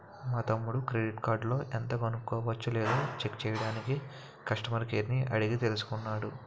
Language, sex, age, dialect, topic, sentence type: Telugu, male, 18-24, Utterandhra, banking, statement